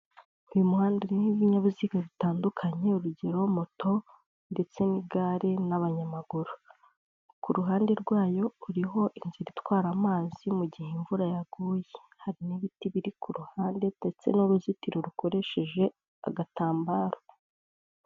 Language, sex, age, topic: Kinyarwanda, female, 25-35, government